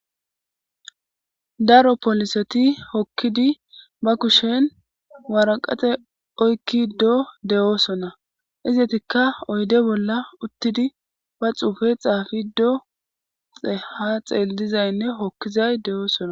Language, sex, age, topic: Gamo, female, 25-35, government